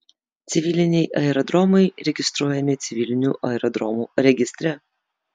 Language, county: Lithuanian, Vilnius